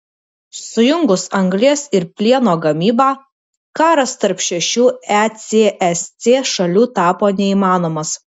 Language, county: Lithuanian, Vilnius